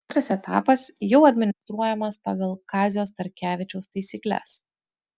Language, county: Lithuanian, Utena